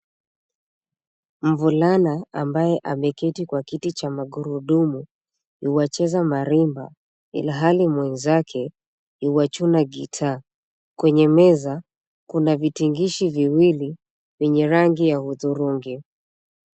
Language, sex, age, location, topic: Swahili, female, 25-35, Nairobi, education